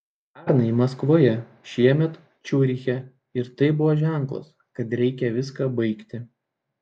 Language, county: Lithuanian, Šiauliai